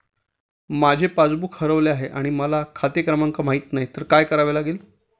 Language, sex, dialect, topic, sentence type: Marathi, male, Standard Marathi, banking, question